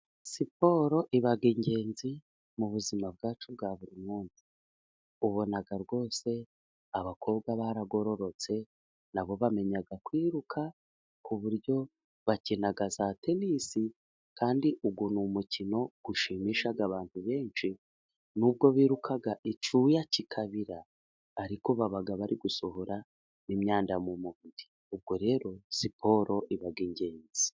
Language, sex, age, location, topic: Kinyarwanda, female, 36-49, Musanze, government